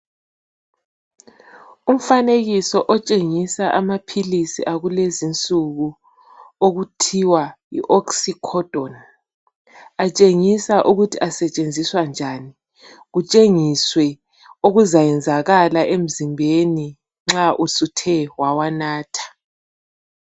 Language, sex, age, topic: North Ndebele, female, 36-49, health